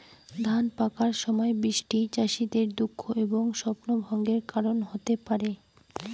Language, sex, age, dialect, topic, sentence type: Bengali, female, <18, Rajbangshi, agriculture, question